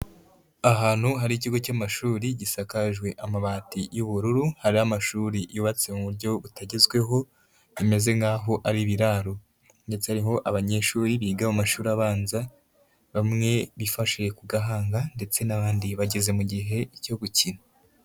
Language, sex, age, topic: Kinyarwanda, male, 25-35, education